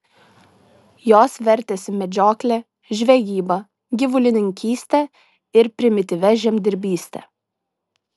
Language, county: Lithuanian, Šiauliai